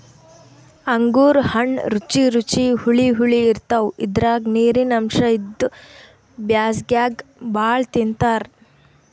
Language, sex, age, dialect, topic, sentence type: Kannada, female, 18-24, Northeastern, agriculture, statement